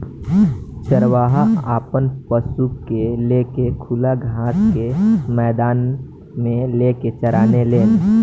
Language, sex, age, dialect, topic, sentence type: Bhojpuri, male, <18, Southern / Standard, agriculture, statement